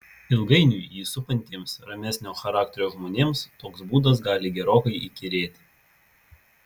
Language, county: Lithuanian, Vilnius